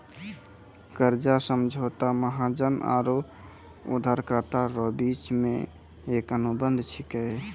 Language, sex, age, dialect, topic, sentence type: Maithili, female, 25-30, Angika, banking, statement